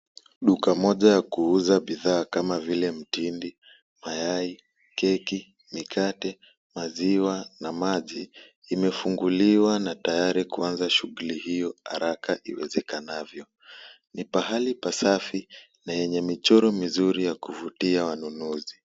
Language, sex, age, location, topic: Swahili, male, 18-24, Kisumu, finance